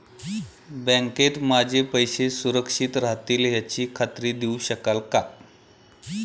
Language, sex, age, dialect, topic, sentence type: Marathi, male, 41-45, Standard Marathi, banking, question